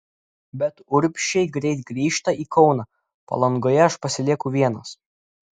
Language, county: Lithuanian, Klaipėda